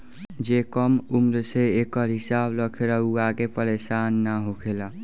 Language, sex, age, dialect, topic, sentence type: Bhojpuri, male, <18, Southern / Standard, banking, statement